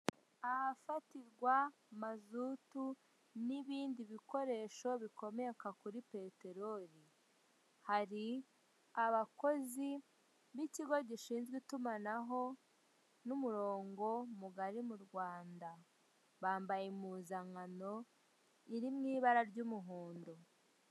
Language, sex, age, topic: Kinyarwanda, female, 25-35, finance